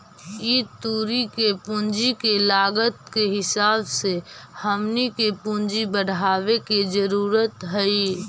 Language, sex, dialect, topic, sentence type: Magahi, female, Central/Standard, banking, statement